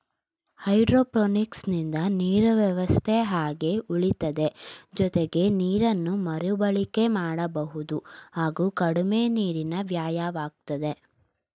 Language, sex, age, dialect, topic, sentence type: Kannada, female, 18-24, Mysore Kannada, agriculture, statement